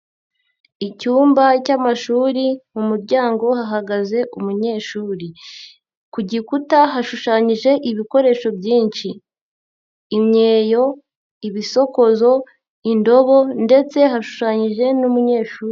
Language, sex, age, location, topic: Kinyarwanda, female, 50+, Nyagatare, education